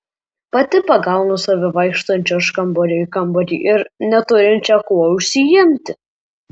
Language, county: Lithuanian, Alytus